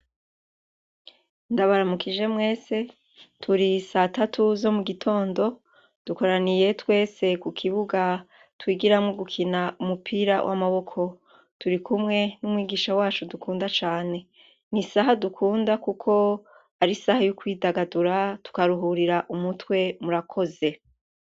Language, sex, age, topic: Rundi, female, 36-49, education